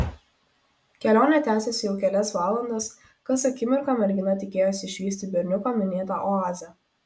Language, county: Lithuanian, Kaunas